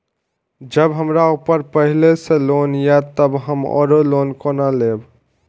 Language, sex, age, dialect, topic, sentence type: Maithili, male, 18-24, Eastern / Thethi, banking, question